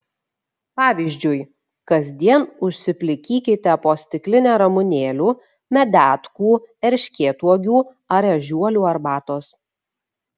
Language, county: Lithuanian, Šiauliai